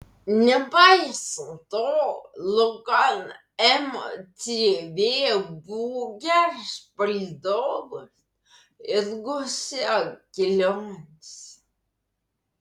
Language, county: Lithuanian, Vilnius